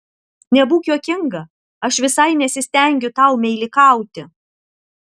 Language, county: Lithuanian, Alytus